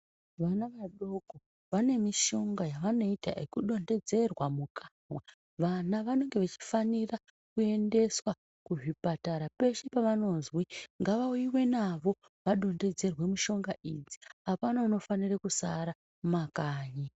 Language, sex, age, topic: Ndau, female, 25-35, health